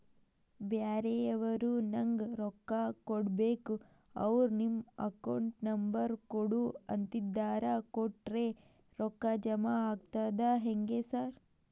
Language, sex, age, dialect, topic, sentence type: Kannada, female, 31-35, Dharwad Kannada, banking, question